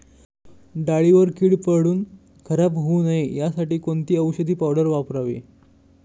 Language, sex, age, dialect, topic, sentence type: Marathi, male, 25-30, Northern Konkan, agriculture, question